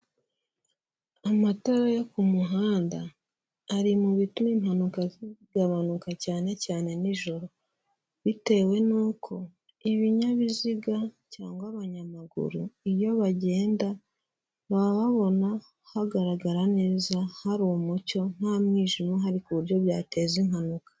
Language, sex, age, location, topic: Kinyarwanda, female, 25-35, Huye, government